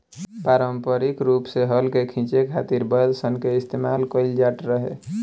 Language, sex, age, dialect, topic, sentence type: Bhojpuri, male, 18-24, Southern / Standard, agriculture, statement